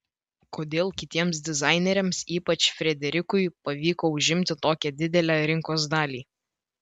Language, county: Lithuanian, Vilnius